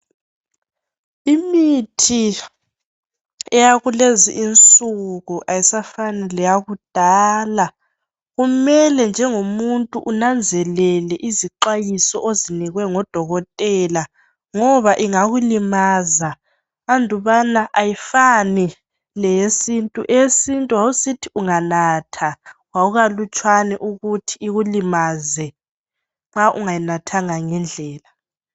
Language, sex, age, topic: North Ndebele, female, 18-24, health